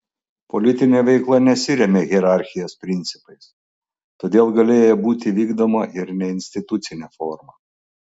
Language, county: Lithuanian, Klaipėda